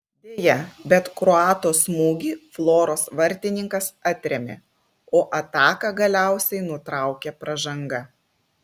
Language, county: Lithuanian, Klaipėda